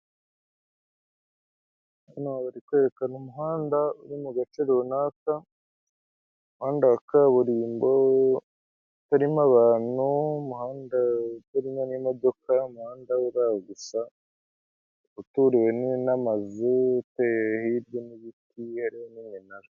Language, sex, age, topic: Kinyarwanda, male, 25-35, government